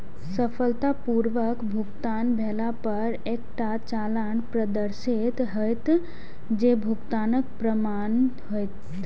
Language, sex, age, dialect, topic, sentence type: Maithili, female, 18-24, Eastern / Thethi, banking, statement